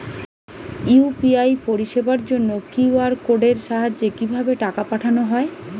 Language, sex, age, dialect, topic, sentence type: Bengali, female, 36-40, Standard Colloquial, banking, question